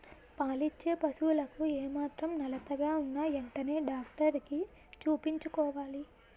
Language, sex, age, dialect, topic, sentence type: Telugu, female, 18-24, Utterandhra, agriculture, statement